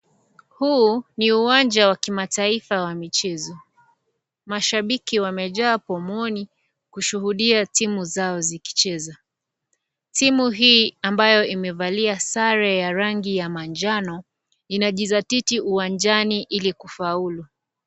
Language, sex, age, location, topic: Swahili, female, 25-35, Kisii, government